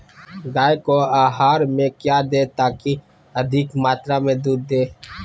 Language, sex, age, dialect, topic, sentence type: Magahi, male, 31-35, Southern, agriculture, question